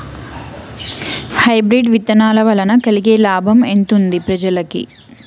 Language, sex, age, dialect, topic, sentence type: Telugu, female, 31-35, Telangana, agriculture, question